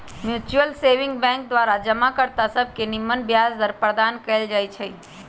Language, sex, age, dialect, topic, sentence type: Magahi, male, 18-24, Western, banking, statement